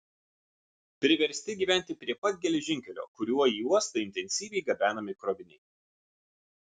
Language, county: Lithuanian, Vilnius